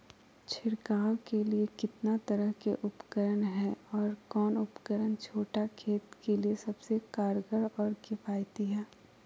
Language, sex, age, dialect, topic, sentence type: Magahi, female, 18-24, Southern, agriculture, question